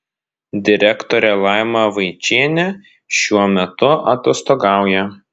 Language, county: Lithuanian, Vilnius